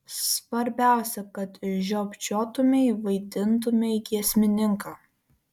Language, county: Lithuanian, Kaunas